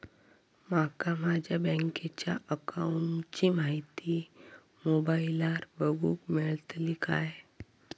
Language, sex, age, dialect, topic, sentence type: Marathi, female, 25-30, Southern Konkan, banking, question